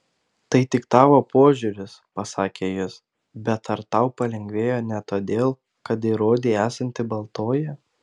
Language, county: Lithuanian, Panevėžys